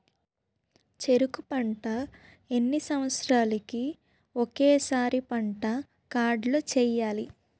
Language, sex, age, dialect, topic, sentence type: Telugu, female, 18-24, Utterandhra, agriculture, question